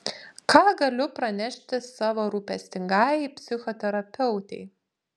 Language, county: Lithuanian, Panevėžys